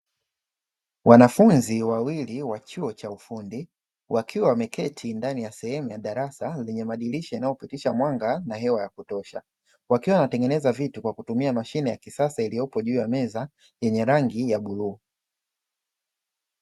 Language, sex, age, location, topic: Swahili, male, 25-35, Dar es Salaam, education